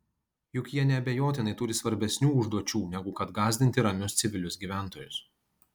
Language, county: Lithuanian, Kaunas